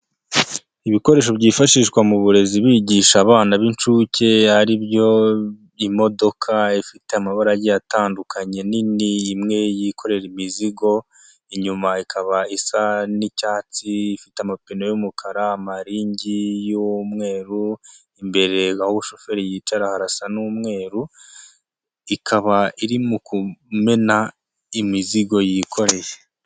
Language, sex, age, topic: Kinyarwanda, male, 25-35, education